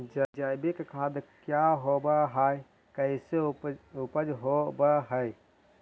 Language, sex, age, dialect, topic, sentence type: Magahi, male, 18-24, Central/Standard, agriculture, question